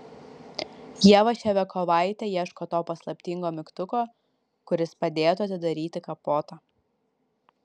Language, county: Lithuanian, Vilnius